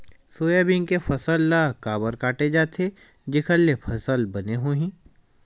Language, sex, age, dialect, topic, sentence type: Chhattisgarhi, male, 18-24, Western/Budati/Khatahi, agriculture, question